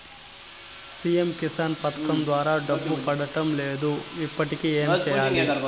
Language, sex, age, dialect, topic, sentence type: Telugu, male, 25-30, Southern, banking, question